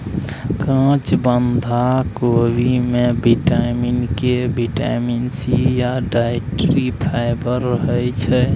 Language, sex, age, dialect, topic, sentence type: Maithili, male, 18-24, Bajjika, agriculture, statement